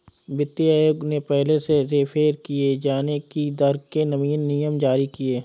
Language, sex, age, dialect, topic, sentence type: Hindi, male, 25-30, Awadhi Bundeli, banking, statement